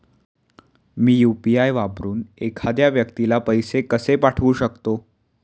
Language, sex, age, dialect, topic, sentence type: Marathi, male, 18-24, Standard Marathi, banking, question